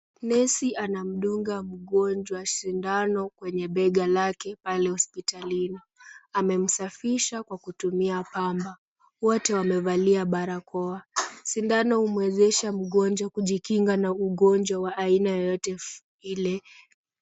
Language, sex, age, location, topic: Swahili, female, 18-24, Kisumu, health